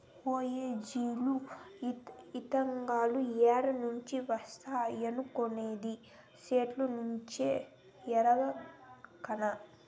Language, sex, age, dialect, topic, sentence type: Telugu, female, 18-24, Southern, agriculture, statement